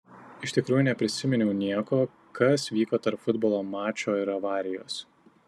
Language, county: Lithuanian, Tauragė